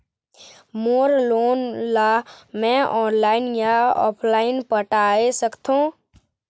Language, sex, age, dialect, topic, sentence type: Chhattisgarhi, male, 51-55, Eastern, banking, question